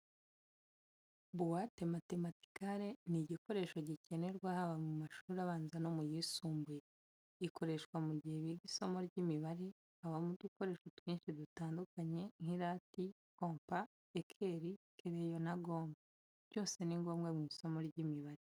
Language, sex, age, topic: Kinyarwanda, female, 25-35, education